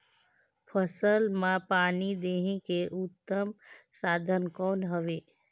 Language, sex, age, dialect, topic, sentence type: Chhattisgarhi, female, 18-24, Northern/Bhandar, agriculture, question